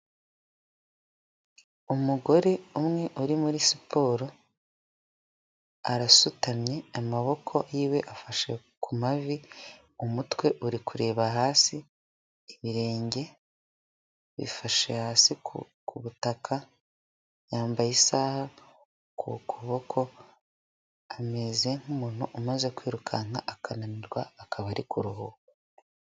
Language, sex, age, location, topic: Kinyarwanda, female, 25-35, Huye, health